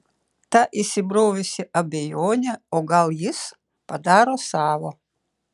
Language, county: Lithuanian, Šiauliai